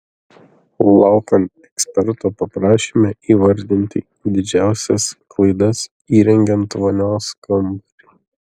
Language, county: Lithuanian, Šiauliai